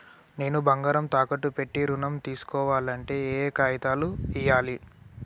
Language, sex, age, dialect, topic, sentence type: Telugu, male, 18-24, Telangana, banking, question